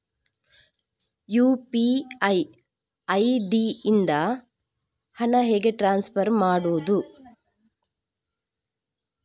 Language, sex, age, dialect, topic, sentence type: Kannada, female, 41-45, Coastal/Dakshin, banking, question